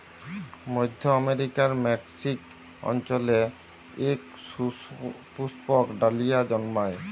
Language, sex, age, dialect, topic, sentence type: Bengali, male, 18-24, Jharkhandi, agriculture, statement